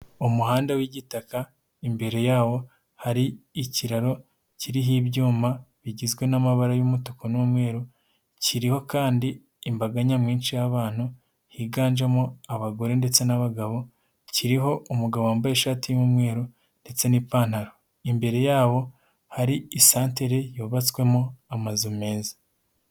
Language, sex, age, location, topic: Kinyarwanda, male, 18-24, Nyagatare, government